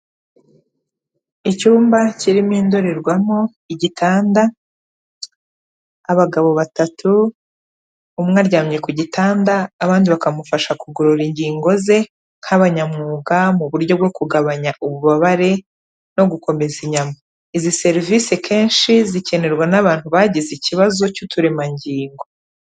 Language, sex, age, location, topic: Kinyarwanda, female, 36-49, Kigali, health